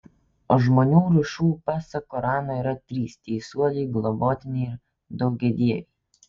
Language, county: Lithuanian, Kaunas